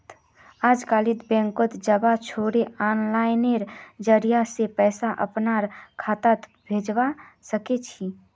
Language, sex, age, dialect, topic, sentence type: Magahi, female, 18-24, Northeastern/Surjapuri, banking, statement